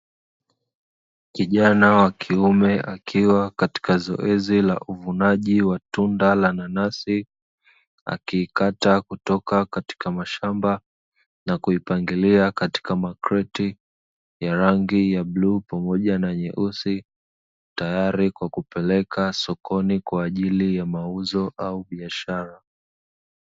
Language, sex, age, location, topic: Swahili, male, 25-35, Dar es Salaam, agriculture